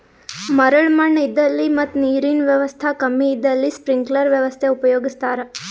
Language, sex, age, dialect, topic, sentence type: Kannada, female, 18-24, Northeastern, agriculture, statement